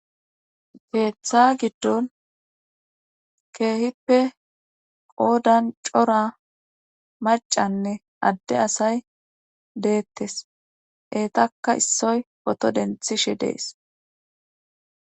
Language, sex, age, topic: Gamo, female, 25-35, government